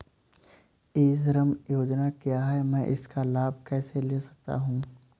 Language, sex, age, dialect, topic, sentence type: Hindi, male, 18-24, Awadhi Bundeli, banking, question